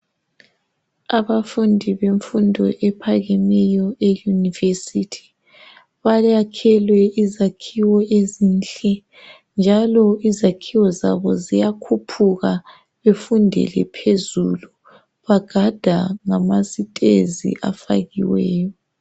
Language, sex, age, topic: North Ndebele, male, 36-49, education